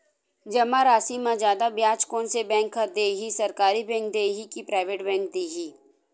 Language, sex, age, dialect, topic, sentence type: Chhattisgarhi, female, 51-55, Western/Budati/Khatahi, banking, question